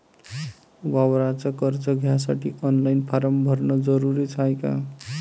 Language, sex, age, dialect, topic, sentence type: Marathi, male, 31-35, Varhadi, banking, question